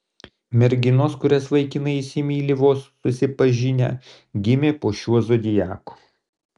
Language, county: Lithuanian, Kaunas